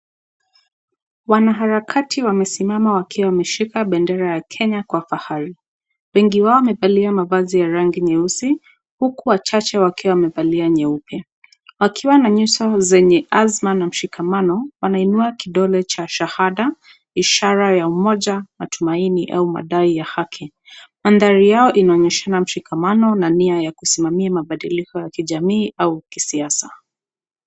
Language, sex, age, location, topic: Swahili, female, 18-24, Nakuru, government